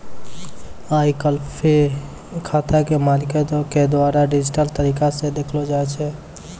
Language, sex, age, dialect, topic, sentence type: Maithili, male, 25-30, Angika, banking, statement